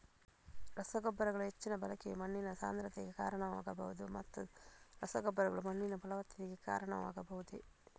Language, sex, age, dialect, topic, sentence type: Kannada, female, 41-45, Coastal/Dakshin, agriculture, question